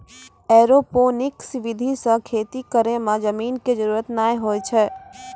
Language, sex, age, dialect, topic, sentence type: Maithili, female, 18-24, Angika, agriculture, statement